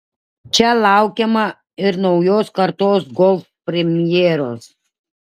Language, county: Lithuanian, Šiauliai